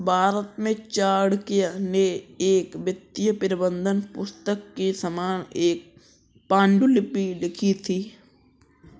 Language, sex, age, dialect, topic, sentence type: Hindi, male, 60-100, Kanauji Braj Bhasha, banking, statement